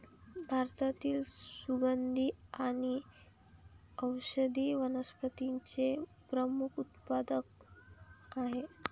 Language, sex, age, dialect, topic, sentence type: Marathi, female, 18-24, Varhadi, agriculture, statement